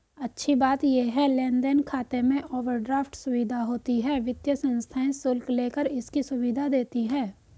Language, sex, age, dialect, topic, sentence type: Hindi, female, 18-24, Hindustani Malvi Khadi Boli, banking, statement